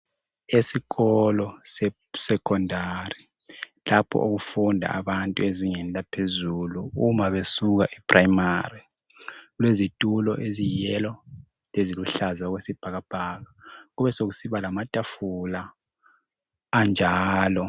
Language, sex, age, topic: North Ndebele, male, 50+, education